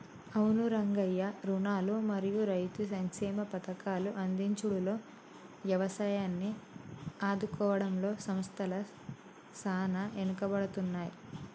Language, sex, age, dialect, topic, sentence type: Telugu, female, 25-30, Telangana, agriculture, statement